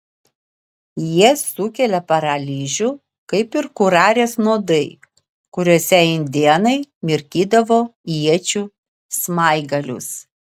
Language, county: Lithuanian, Vilnius